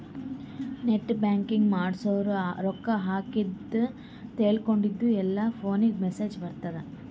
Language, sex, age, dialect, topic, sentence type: Kannada, female, 18-24, Northeastern, banking, statement